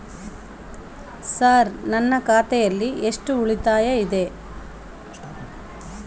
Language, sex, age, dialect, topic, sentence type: Kannada, female, 31-35, Central, banking, question